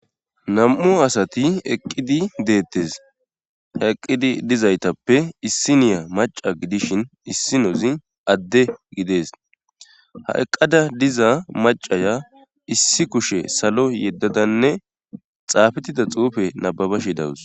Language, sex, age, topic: Gamo, male, 18-24, government